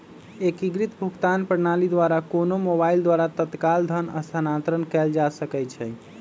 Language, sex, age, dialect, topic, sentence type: Magahi, male, 25-30, Western, banking, statement